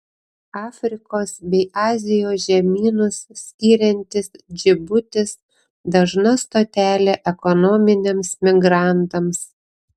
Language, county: Lithuanian, Panevėžys